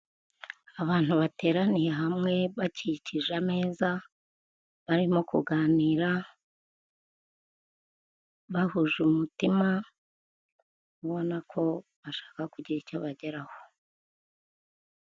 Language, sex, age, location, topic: Kinyarwanda, female, 50+, Kigali, health